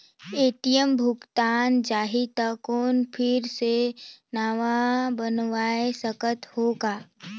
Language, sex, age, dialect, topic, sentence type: Chhattisgarhi, female, 18-24, Northern/Bhandar, banking, question